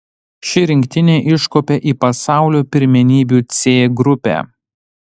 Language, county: Lithuanian, Panevėžys